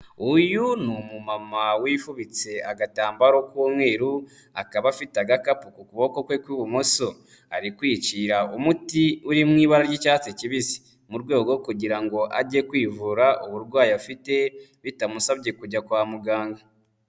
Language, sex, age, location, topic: Kinyarwanda, male, 25-35, Huye, health